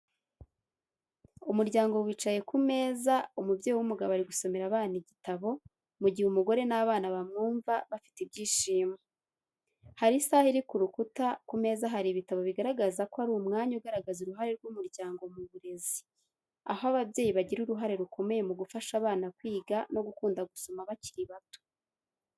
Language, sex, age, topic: Kinyarwanda, female, 18-24, education